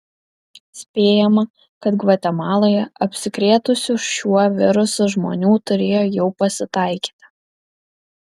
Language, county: Lithuanian, Kaunas